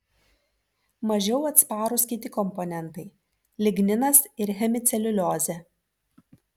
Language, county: Lithuanian, Vilnius